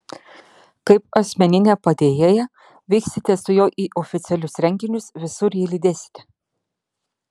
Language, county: Lithuanian, Vilnius